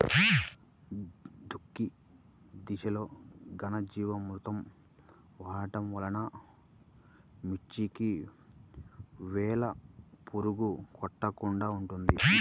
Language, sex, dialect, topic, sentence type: Telugu, male, Central/Coastal, agriculture, question